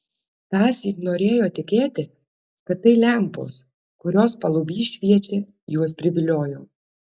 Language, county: Lithuanian, Alytus